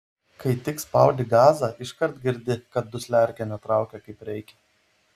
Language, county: Lithuanian, Vilnius